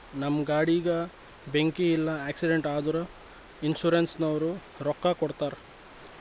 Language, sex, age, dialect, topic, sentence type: Kannada, male, 18-24, Northeastern, banking, statement